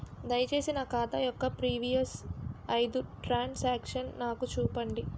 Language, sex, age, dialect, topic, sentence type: Telugu, female, 18-24, Utterandhra, banking, statement